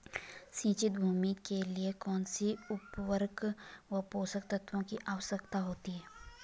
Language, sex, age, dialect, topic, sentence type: Hindi, female, 18-24, Garhwali, agriculture, question